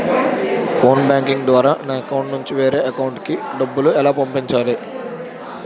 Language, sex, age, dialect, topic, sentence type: Telugu, male, 51-55, Utterandhra, banking, question